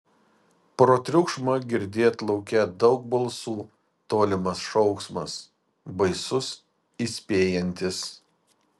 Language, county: Lithuanian, Vilnius